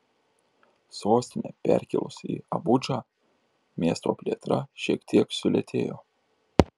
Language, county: Lithuanian, Šiauliai